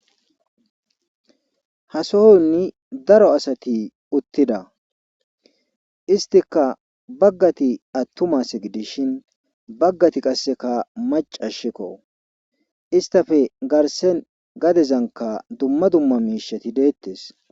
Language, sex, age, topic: Gamo, male, 25-35, government